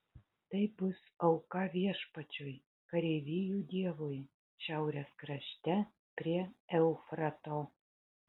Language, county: Lithuanian, Utena